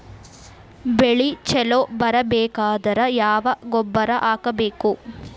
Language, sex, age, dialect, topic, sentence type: Kannada, female, 18-24, Dharwad Kannada, agriculture, question